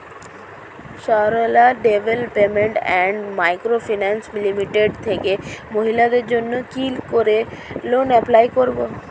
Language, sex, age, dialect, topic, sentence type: Bengali, female, 18-24, Standard Colloquial, banking, question